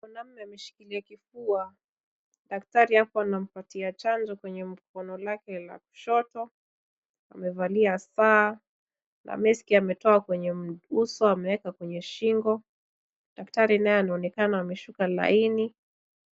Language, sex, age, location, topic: Swahili, female, 25-35, Kisumu, health